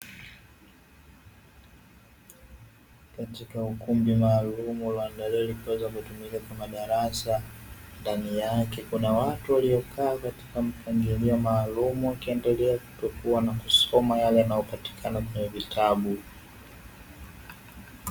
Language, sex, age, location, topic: Swahili, male, 25-35, Dar es Salaam, education